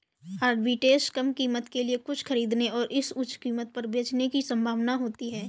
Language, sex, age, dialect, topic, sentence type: Hindi, female, 18-24, Awadhi Bundeli, banking, statement